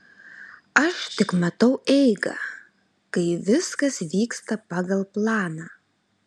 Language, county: Lithuanian, Alytus